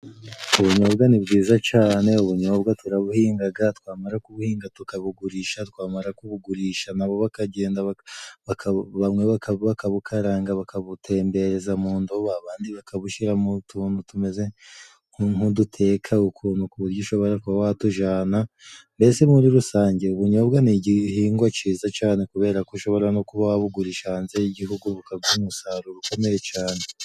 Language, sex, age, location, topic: Kinyarwanda, male, 25-35, Musanze, agriculture